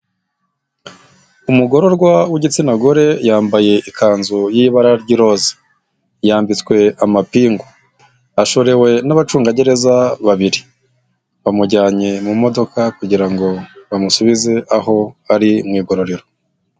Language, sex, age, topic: Kinyarwanda, male, 25-35, government